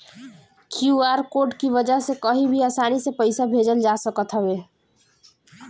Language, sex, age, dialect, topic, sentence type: Bhojpuri, male, 18-24, Northern, banking, statement